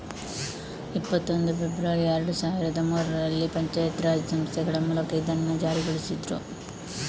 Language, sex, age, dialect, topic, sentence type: Kannada, female, 18-24, Coastal/Dakshin, banking, statement